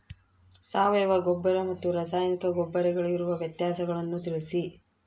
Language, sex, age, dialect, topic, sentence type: Kannada, female, 31-35, Central, agriculture, question